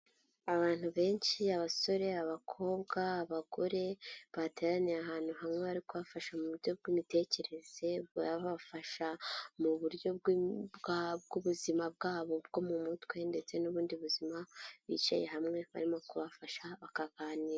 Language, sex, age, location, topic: Kinyarwanda, female, 18-24, Nyagatare, health